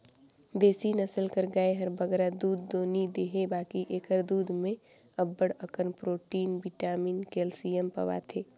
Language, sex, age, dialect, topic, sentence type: Chhattisgarhi, female, 18-24, Northern/Bhandar, agriculture, statement